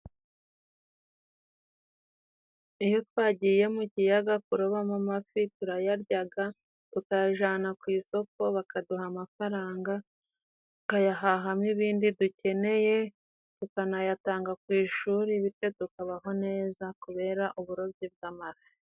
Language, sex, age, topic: Kinyarwanda, female, 25-35, agriculture